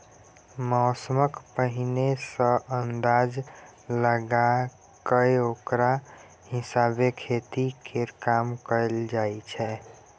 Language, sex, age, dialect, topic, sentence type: Maithili, female, 60-100, Bajjika, agriculture, statement